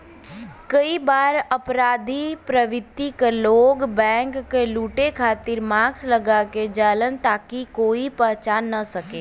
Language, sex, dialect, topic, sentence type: Bhojpuri, female, Western, banking, statement